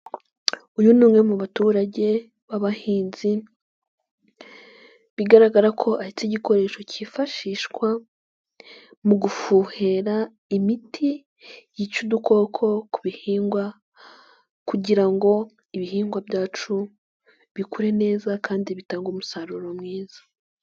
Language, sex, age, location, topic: Kinyarwanda, female, 18-24, Nyagatare, agriculture